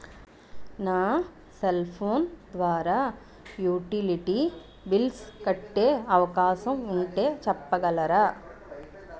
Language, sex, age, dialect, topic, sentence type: Telugu, female, 41-45, Utterandhra, banking, question